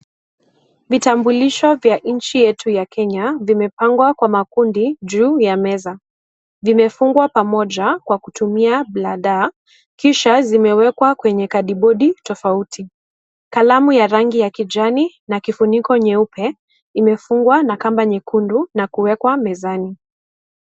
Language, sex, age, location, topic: Swahili, female, 18-24, Kisii, government